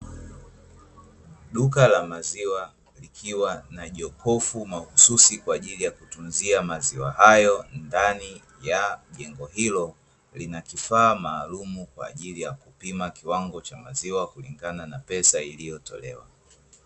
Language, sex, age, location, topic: Swahili, male, 25-35, Dar es Salaam, finance